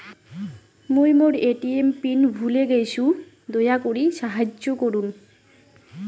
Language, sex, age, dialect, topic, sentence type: Bengali, female, 18-24, Rajbangshi, banking, statement